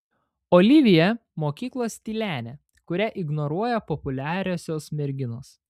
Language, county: Lithuanian, Panevėžys